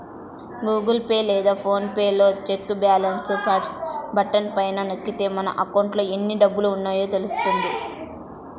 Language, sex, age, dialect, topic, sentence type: Telugu, female, 18-24, Central/Coastal, banking, statement